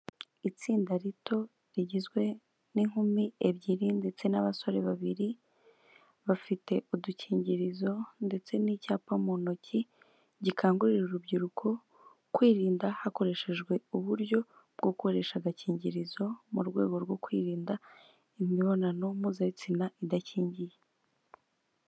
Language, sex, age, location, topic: Kinyarwanda, female, 25-35, Kigali, health